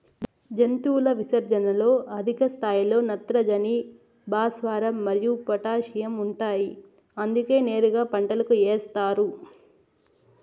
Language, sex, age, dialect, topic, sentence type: Telugu, female, 18-24, Southern, agriculture, statement